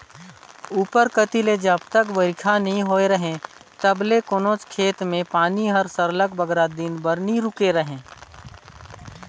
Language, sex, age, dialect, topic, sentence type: Chhattisgarhi, male, 18-24, Northern/Bhandar, agriculture, statement